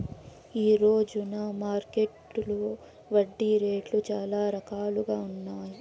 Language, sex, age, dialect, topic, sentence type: Telugu, female, 18-24, Southern, banking, statement